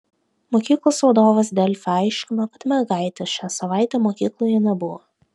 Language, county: Lithuanian, Vilnius